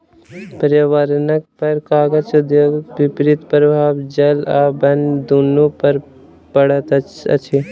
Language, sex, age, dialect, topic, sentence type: Maithili, male, 36-40, Southern/Standard, agriculture, statement